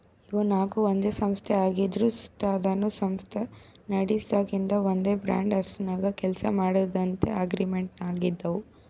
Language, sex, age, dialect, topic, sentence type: Kannada, female, 36-40, Central, banking, statement